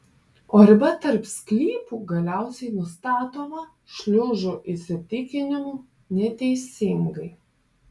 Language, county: Lithuanian, Panevėžys